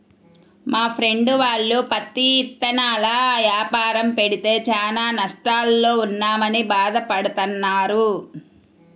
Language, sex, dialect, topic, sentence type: Telugu, female, Central/Coastal, banking, statement